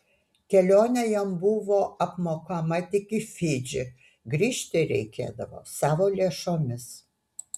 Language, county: Lithuanian, Utena